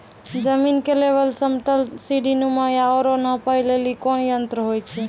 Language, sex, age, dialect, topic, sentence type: Maithili, female, 18-24, Angika, agriculture, question